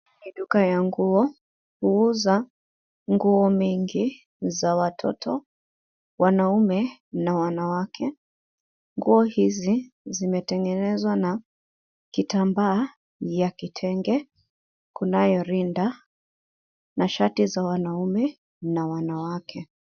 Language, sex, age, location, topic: Swahili, female, 25-35, Nairobi, finance